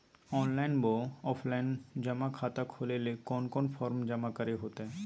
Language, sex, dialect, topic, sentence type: Magahi, male, Southern, banking, question